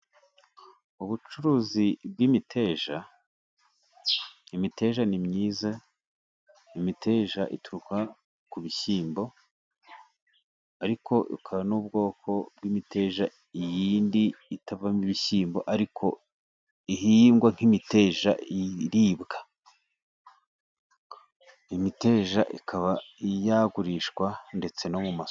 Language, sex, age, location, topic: Kinyarwanda, male, 36-49, Musanze, agriculture